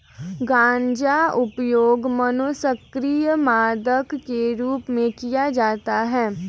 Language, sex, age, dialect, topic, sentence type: Hindi, female, 18-24, Kanauji Braj Bhasha, agriculture, statement